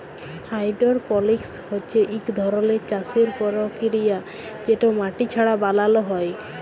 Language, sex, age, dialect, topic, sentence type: Bengali, female, 25-30, Jharkhandi, agriculture, statement